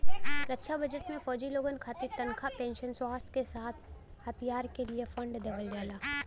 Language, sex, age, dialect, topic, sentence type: Bhojpuri, female, 18-24, Western, banking, statement